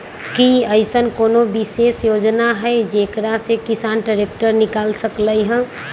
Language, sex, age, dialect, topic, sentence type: Magahi, female, 25-30, Western, agriculture, statement